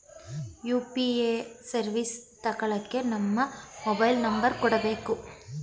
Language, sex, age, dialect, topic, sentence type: Kannada, female, 25-30, Mysore Kannada, banking, statement